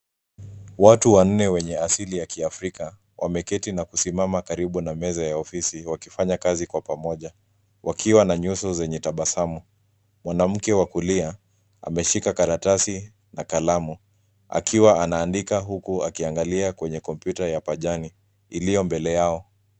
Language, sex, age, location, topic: Swahili, male, 25-35, Nairobi, education